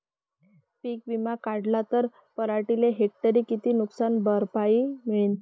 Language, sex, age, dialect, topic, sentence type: Marathi, female, 25-30, Varhadi, agriculture, question